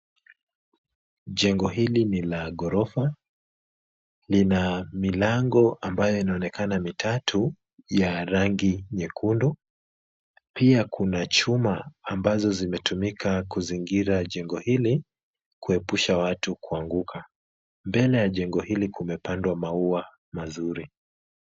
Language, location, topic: Swahili, Kisumu, education